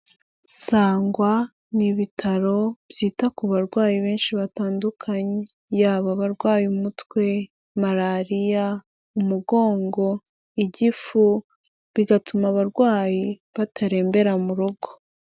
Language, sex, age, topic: Kinyarwanda, female, 18-24, health